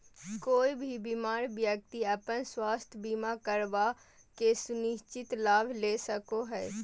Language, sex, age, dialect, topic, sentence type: Magahi, female, 18-24, Southern, banking, statement